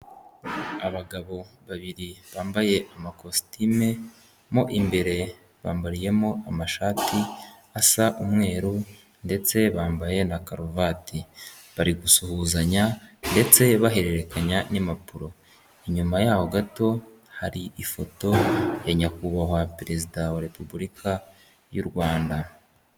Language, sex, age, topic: Kinyarwanda, male, 18-24, finance